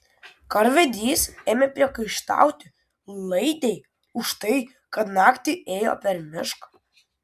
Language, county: Lithuanian, Kaunas